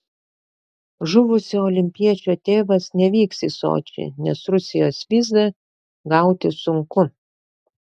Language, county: Lithuanian, Panevėžys